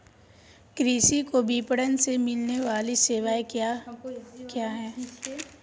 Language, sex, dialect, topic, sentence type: Hindi, female, Kanauji Braj Bhasha, agriculture, question